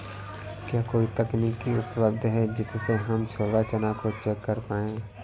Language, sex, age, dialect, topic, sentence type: Hindi, male, 18-24, Awadhi Bundeli, agriculture, question